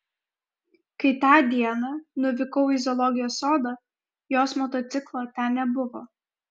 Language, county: Lithuanian, Kaunas